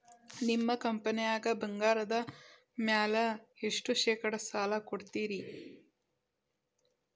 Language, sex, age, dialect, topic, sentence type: Kannada, female, 18-24, Dharwad Kannada, banking, question